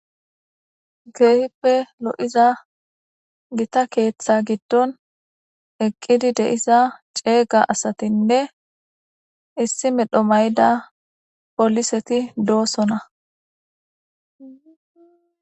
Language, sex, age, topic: Gamo, female, 18-24, government